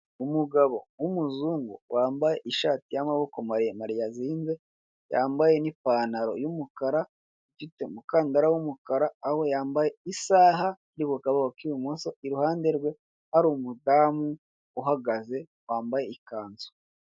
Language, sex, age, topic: Kinyarwanda, male, 25-35, finance